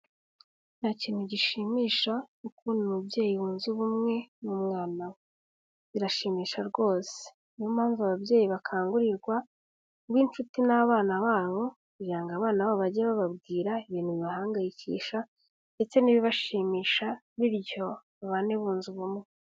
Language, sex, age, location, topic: Kinyarwanda, female, 18-24, Kigali, health